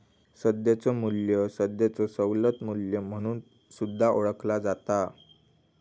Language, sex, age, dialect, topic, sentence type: Marathi, male, 18-24, Southern Konkan, banking, statement